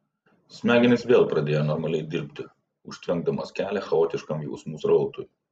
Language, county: Lithuanian, Vilnius